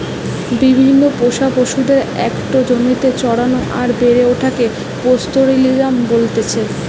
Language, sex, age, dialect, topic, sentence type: Bengali, female, 18-24, Western, agriculture, statement